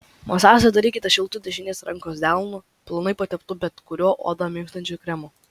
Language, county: Lithuanian, Vilnius